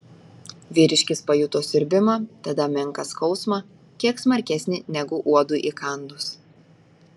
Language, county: Lithuanian, Telšiai